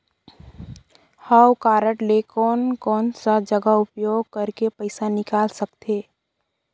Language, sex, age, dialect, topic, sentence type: Chhattisgarhi, female, 18-24, Northern/Bhandar, banking, question